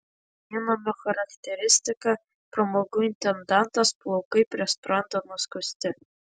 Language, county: Lithuanian, Vilnius